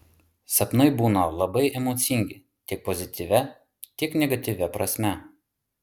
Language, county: Lithuanian, Vilnius